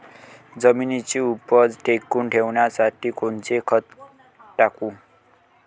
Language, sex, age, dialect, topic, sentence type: Marathi, male, 25-30, Varhadi, agriculture, question